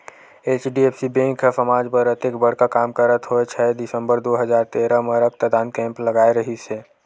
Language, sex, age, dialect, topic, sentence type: Chhattisgarhi, male, 18-24, Western/Budati/Khatahi, banking, statement